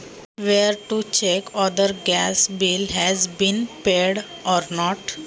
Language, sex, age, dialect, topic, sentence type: Marathi, female, 18-24, Standard Marathi, banking, question